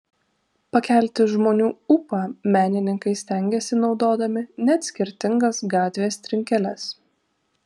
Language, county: Lithuanian, Vilnius